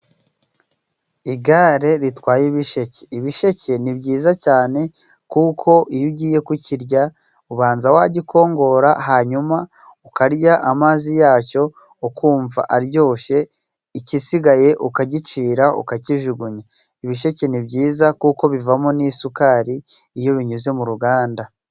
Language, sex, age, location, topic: Kinyarwanda, male, 25-35, Burera, finance